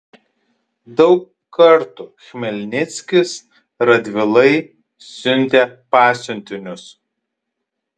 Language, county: Lithuanian, Kaunas